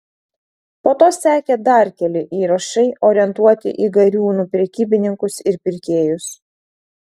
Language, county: Lithuanian, Vilnius